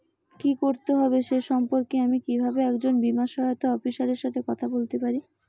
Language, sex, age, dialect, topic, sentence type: Bengali, female, 18-24, Rajbangshi, banking, question